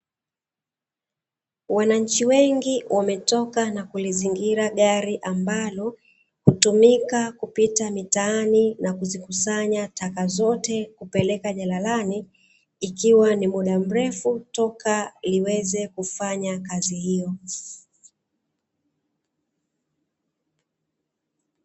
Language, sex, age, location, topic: Swahili, female, 36-49, Dar es Salaam, government